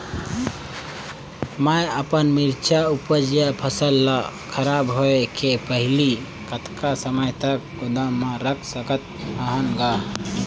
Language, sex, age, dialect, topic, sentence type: Chhattisgarhi, male, 18-24, Northern/Bhandar, agriculture, question